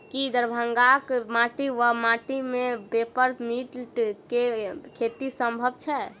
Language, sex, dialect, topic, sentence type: Maithili, female, Southern/Standard, agriculture, question